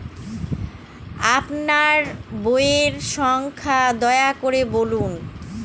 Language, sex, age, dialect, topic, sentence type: Bengali, female, 31-35, Northern/Varendri, banking, question